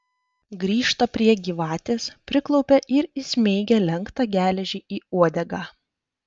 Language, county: Lithuanian, Panevėžys